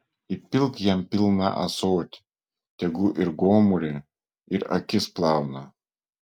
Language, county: Lithuanian, Vilnius